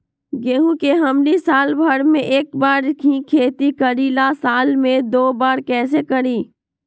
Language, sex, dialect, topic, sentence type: Magahi, female, Western, agriculture, question